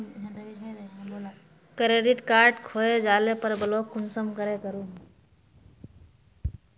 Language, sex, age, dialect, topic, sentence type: Magahi, female, 18-24, Northeastern/Surjapuri, banking, question